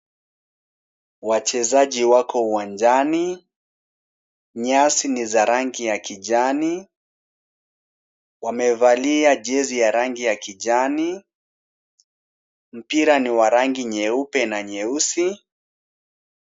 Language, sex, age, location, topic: Swahili, male, 18-24, Kisumu, government